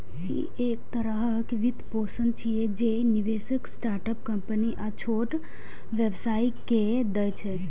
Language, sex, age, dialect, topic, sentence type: Maithili, female, 18-24, Eastern / Thethi, banking, statement